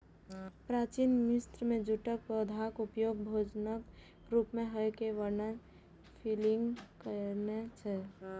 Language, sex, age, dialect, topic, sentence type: Maithili, female, 18-24, Eastern / Thethi, agriculture, statement